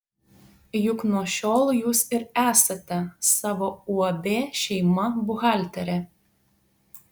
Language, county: Lithuanian, Panevėžys